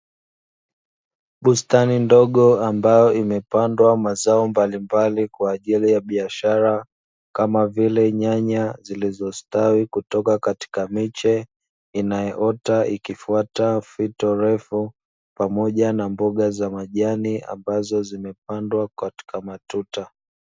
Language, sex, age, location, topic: Swahili, male, 25-35, Dar es Salaam, agriculture